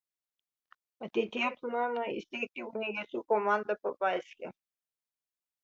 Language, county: Lithuanian, Vilnius